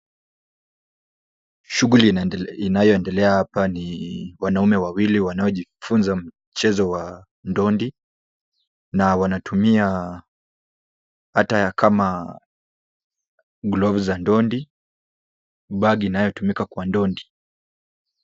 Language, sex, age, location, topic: Swahili, male, 18-24, Kisumu, education